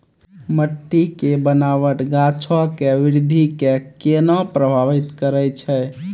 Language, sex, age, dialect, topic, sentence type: Maithili, male, 18-24, Angika, agriculture, statement